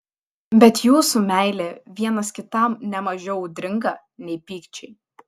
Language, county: Lithuanian, Šiauliai